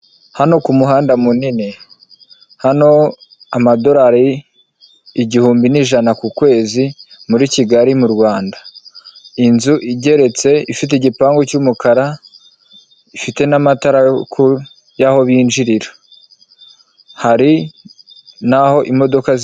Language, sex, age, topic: Kinyarwanda, male, 25-35, finance